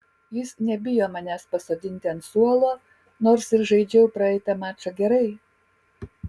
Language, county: Lithuanian, Kaunas